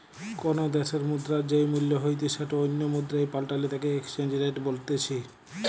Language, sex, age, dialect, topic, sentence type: Bengali, male, 18-24, Western, banking, statement